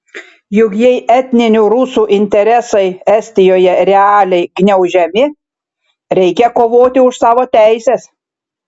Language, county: Lithuanian, Šiauliai